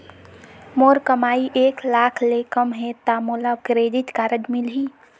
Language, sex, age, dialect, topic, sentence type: Chhattisgarhi, female, 18-24, Northern/Bhandar, banking, question